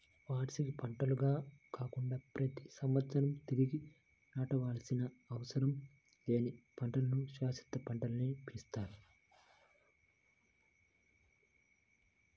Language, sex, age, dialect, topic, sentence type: Telugu, male, 25-30, Central/Coastal, agriculture, statement